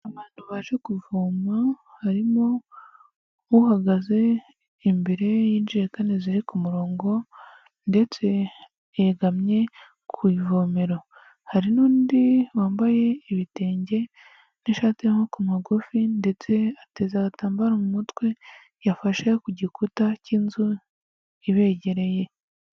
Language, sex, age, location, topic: Kinyarwanda, female, 36-49, Huye, health